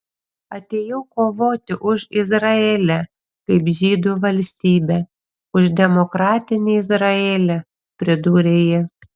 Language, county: Lithuanian, Panevėžys